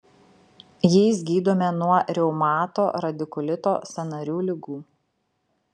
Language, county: Lithuanian, Šiauliai